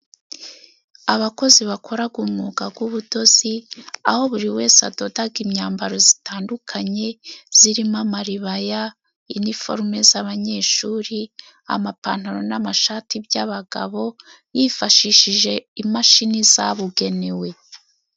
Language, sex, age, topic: Kinyarwanda, female, 36-49, finance